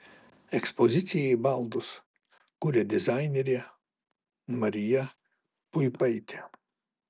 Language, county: Lithuanian, Alytus